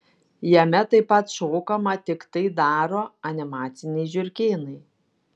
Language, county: Lithuanian, Šiauliai